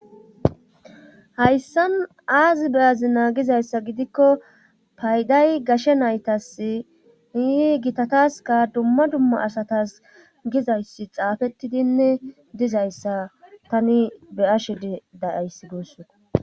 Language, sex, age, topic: Gamo, female, 25-35, government